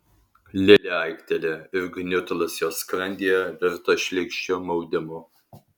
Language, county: Lithuanian, Alytus